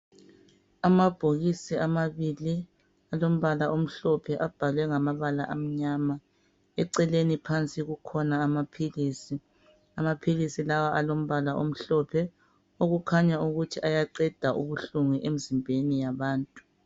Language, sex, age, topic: North Ndebele, male, 36-49, health